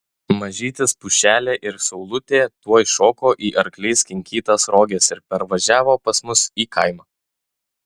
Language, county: Lithuanian, Utena